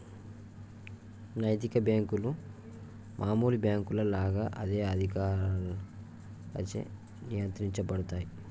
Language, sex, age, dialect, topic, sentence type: Telugu, male, 18-24, Telangana, banking, statement